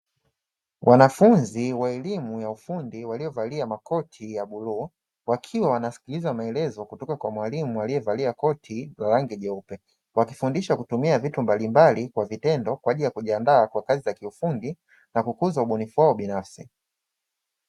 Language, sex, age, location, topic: Swahili, male, 25-35, Dar es Salaam, education